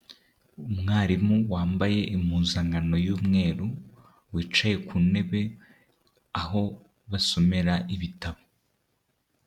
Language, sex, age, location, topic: Kinyarwanda, male, 18-24, Nyagatare, education